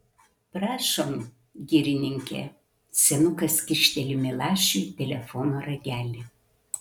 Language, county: Lithuanian, Kaunas